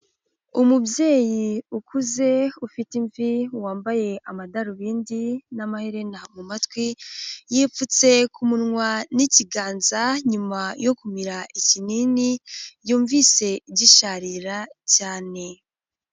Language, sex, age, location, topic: Kinyarwanda, female, 18-24, Huye, health